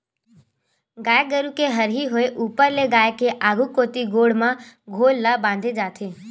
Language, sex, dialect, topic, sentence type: Chhattisgarhi, female, Western/Budati/Khatahi, agriculture, statement